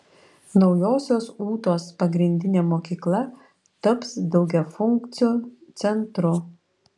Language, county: Lithuanian, Vilnius